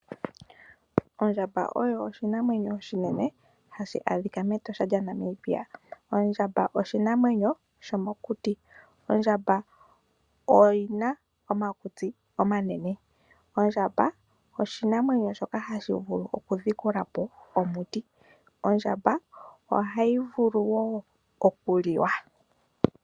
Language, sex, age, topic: Oshiwambo, female, 18-24, agriculture